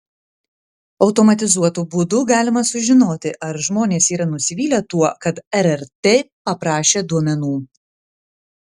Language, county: Lithuanian, Vilnius